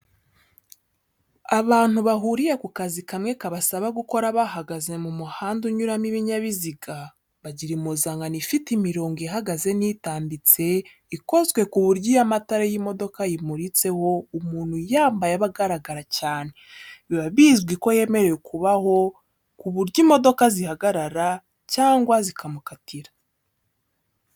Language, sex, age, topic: Kinyarwanda, female, 18-24, education